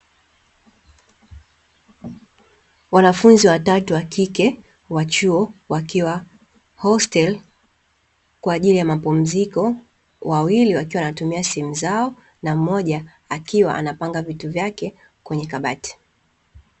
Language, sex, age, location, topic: Swahili, female, 18-24, Dar es Salaam, education